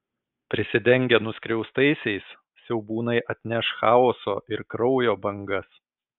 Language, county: Lithuanian, Kaunas